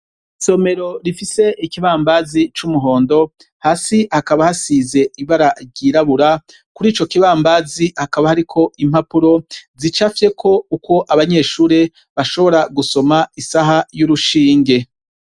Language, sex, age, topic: Rundi, male, 36-49, education